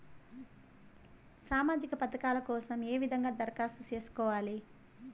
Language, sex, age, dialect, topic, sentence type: Telugu, female, 18-24, Southern, banking, question